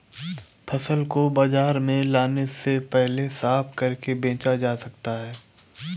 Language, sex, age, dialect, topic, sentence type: Hindi, male, 18-24, Awadhi Bundeli, agriculture, question